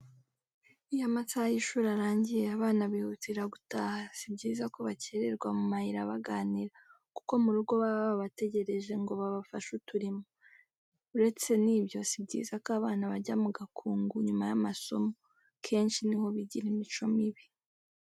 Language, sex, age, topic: Kinyarwanda, female, 25-35, education